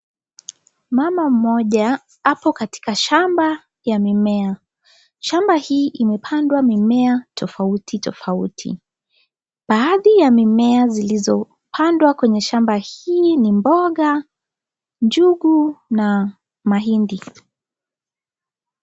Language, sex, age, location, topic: Swahili, female, 25-35, Kisii, agriculture